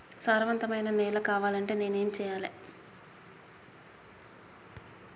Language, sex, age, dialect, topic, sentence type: Telugu, male, 25-30, Telangana, agriculture, question